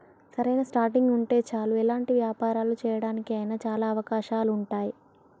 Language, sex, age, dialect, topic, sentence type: Telugu, male, 56-60, Telangana, banking, statement